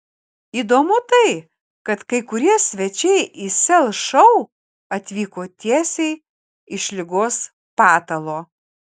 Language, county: Lithuanian, Kaunas